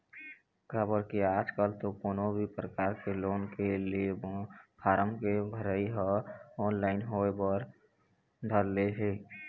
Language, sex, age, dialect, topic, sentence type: Chhattisgarhi, male, 18-24, Eastern, banking, statement